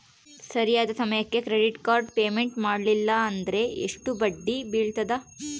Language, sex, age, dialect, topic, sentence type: Kannada, female, 31-35, Central, banking, question